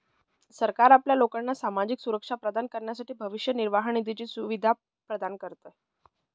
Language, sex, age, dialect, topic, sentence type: Marathi, male, 60-100, Northern Konkan, banking, statement